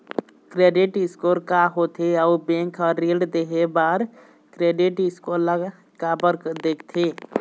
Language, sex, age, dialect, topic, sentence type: Chhattisgarhi, male, 18-24, Eastern, banking, question